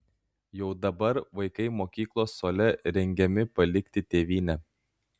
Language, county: Lithuanian, Klaipėda